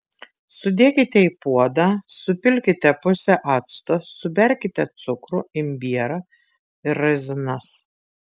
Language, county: Lithuanian, Tauragė